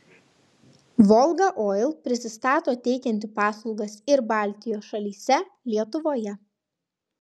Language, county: Lithuanian, Kaunas